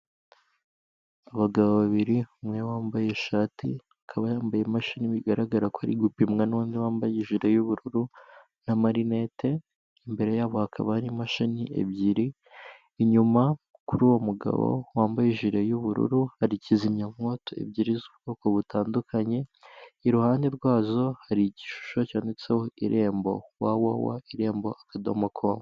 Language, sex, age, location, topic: Kinyarwanda, male, 18-24, Kigali, health